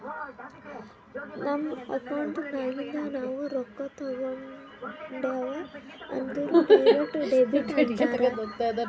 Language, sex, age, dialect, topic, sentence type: Kannada, female, 18-24, Northeastern, banking, statement